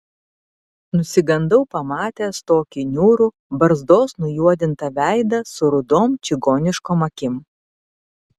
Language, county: Lithuanian, Panevėžys